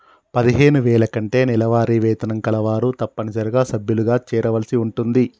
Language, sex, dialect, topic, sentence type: Telugu, male, Telangana, banking, statement